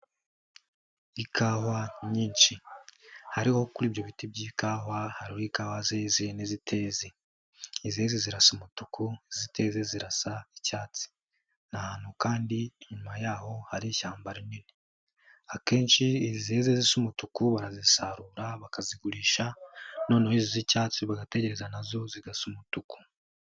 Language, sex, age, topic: Kinyarwanda, male, 18-24, agriculture